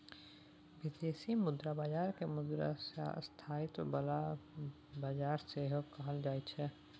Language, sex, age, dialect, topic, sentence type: Maithili, male, 18-24, Bajjika, banking, statement